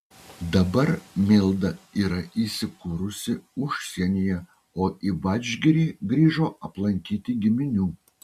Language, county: Lithuanian, Utena